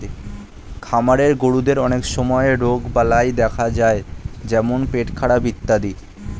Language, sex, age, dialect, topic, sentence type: Bengali, male, 18-24, Standard Colloquial, agriculture, statement